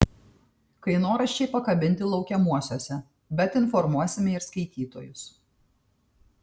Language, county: Lithuanian, Tauragė